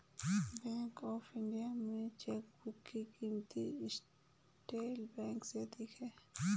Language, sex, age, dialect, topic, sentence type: Hindi, female, 25-30, Garhwali, banking, statement